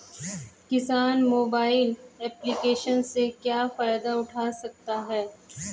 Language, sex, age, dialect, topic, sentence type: Hindi, male, 25-30, Hindustani Malvi Khadi Boli, agriculture, question